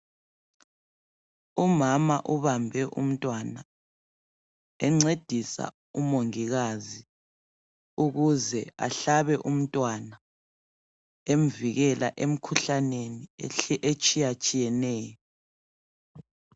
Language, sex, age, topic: North Ndebele, female, 25-35, health